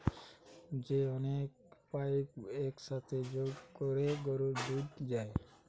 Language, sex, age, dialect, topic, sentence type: Bengali, male, 18-24, Western, agriculture, statement